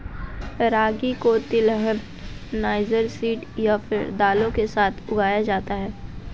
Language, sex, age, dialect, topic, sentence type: Hindi, female, 18-24, Hindustani Malvi Khadi Boli, agriculture, statement